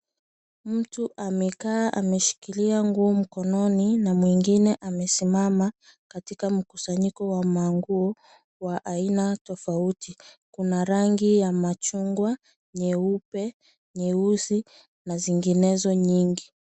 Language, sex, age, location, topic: Swahili, female, 25-35, Kisii, finance